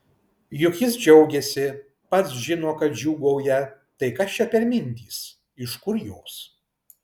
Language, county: Lithuanian, Kaunas